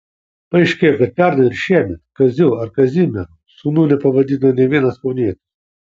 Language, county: Lithuanian, Kaunas